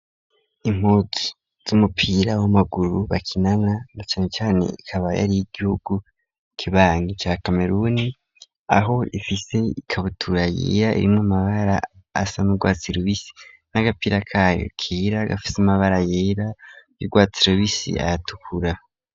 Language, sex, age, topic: Rundi, female, 18-24, education